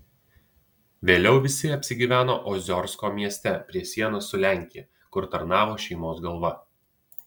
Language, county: Lithuanian, Utena